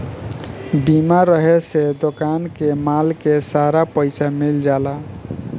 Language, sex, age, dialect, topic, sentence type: Bhojpuri, male, 31-35, Southern / Standard, banking, statement